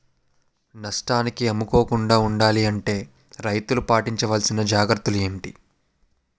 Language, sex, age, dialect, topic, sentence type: Telugu, male, 18-24, Utterandhra, agriculture, question